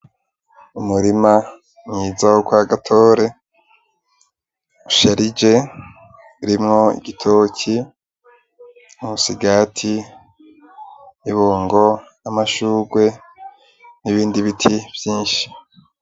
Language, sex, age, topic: Rundi, male, 18-24, agriculture